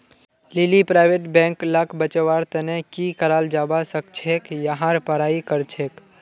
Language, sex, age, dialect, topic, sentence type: Magahi, male, 18-24, Northeastern/Surjapuri, banking, statement